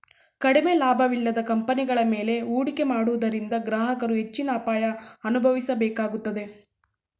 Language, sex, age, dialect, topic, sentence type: Kannada, female, 18-24, Mysore Kannada, banking, statement